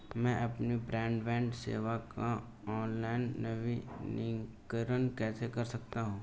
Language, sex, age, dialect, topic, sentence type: Hindi, male, 18-24, Marwari Dhudhari, banking, question